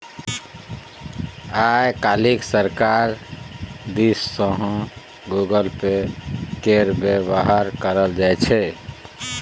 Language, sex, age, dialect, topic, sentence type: Maithili, male, 46-50, Bajjika, banking, statement